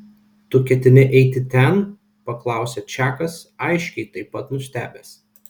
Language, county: Lithuanian, Kaunas